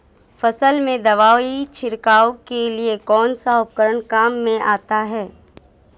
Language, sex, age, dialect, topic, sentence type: Hindi, female, 25-30, Marwari Dhudhari, agriculture, question